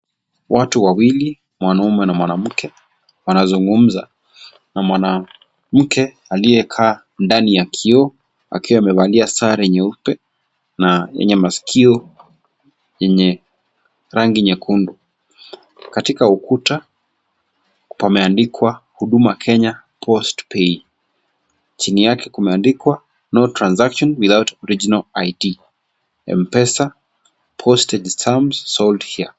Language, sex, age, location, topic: Swahili, male, 25-35, Kisii, government